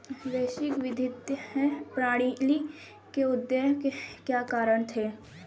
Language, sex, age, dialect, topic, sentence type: Hindi, female, 18-24, Kanauji Braj Bhasha, banking, statement